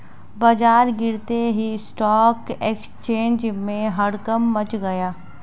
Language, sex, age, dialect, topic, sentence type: Hindi, female, 18-24, Marwari Dhudhari, banking, statement